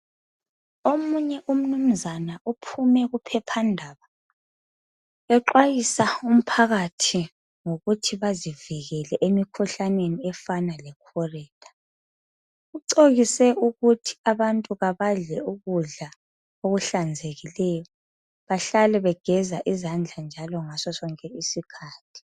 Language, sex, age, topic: North Ndebele, female, 25-35, health